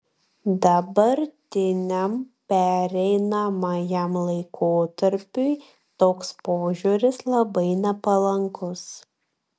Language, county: Lithuanian, Klaipėda